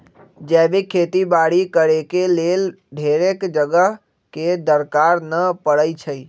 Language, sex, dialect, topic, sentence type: Magahi, male, Western, agriculture, statement